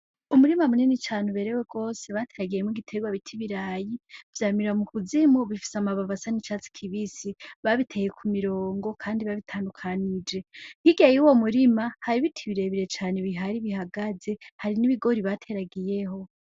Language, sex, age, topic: Rundi, female, 18-24, agriculture